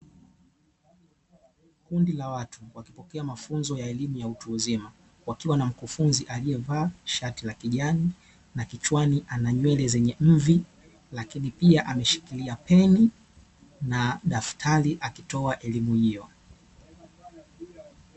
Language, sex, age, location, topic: Swahili, male, 18-24, Dar es Salaam, education